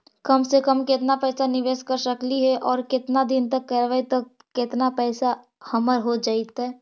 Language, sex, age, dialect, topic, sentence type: Magahi, female, 51-55, Central/Standard, banking, question